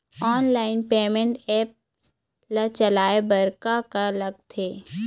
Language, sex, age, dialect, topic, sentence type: Chhattisgarhi, female, 25-30, Eastern, banking, question